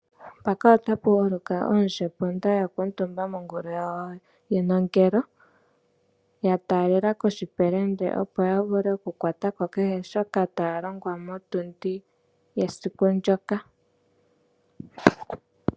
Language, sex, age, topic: Oshiwambo, female, 25-35, agriculture